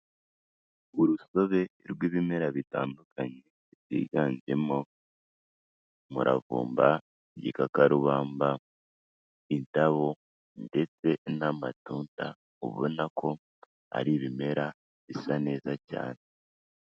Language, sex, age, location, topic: Kinyarwanda, female, 25-35, Kigali, health